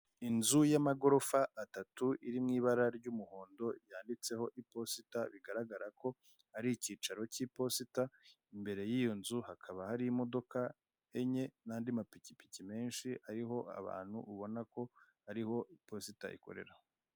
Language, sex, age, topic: Kinyarwanda, male, 25-35, finance